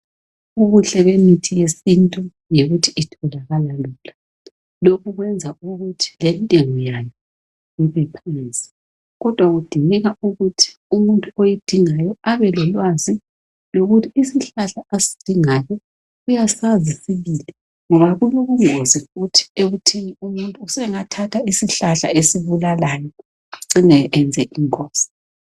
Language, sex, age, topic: North Ndebele, female, 50+, health